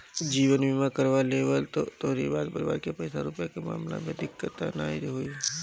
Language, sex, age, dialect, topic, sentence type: Bhojpuri, female, 25-30, Northern, banking, statement